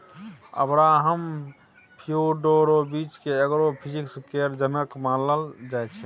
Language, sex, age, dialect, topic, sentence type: Maithili, male, 18-24, Bajjika, agriculture, statement